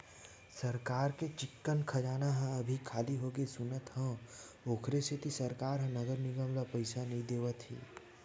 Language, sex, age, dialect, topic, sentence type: Chhattisgarhi, male, 18-24, Western/Budati/Khatahi, banking, statement